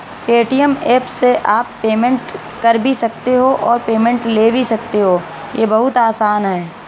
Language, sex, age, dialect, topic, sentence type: Hindi, female, 36-40, Marwari Dhudhari, banking, statement